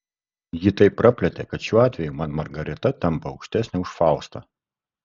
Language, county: Lithuanian, Kaunas